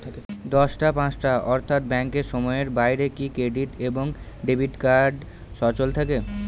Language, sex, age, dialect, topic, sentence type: Bengali, male, 18-24, Northern/Varendri, banking, question